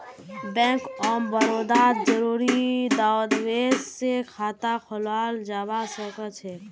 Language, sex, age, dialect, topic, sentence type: Magahi, female, 18-24, Northeastern/Surjapuri, banking, statement